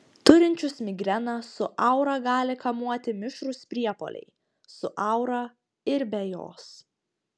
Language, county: Lithuanian, Panevėžys